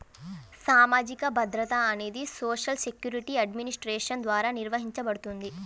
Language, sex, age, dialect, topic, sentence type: Telugu, female, 18-24, Central/Coastal, banking, statement